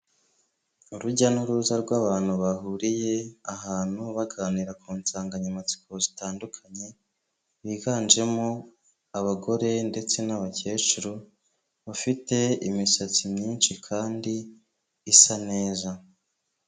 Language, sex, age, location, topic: Kinyarwanda, male, 25-35, Huye, health